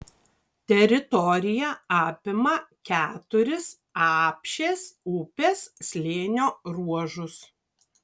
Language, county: Lithuanian, Kaunas